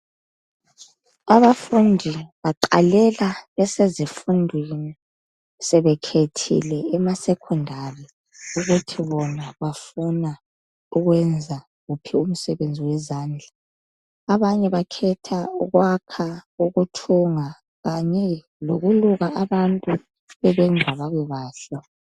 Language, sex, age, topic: North Ndebele, female, 25-35, education